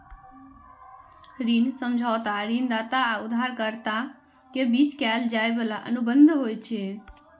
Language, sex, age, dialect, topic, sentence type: Maithili, female, 46-50, Eastern / Thethi, banking, statement